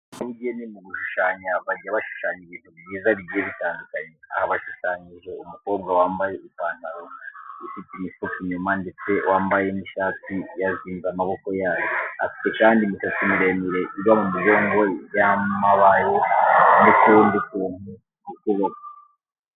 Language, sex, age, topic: Kinyarwanda, male, 18-24, education